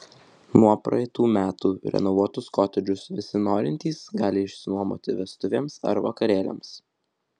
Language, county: Lithuanian, Vilnius